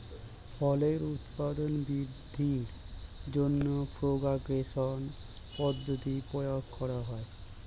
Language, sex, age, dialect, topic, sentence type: Bengali, male, 36-40, Standard Colloquial, agriculture, statement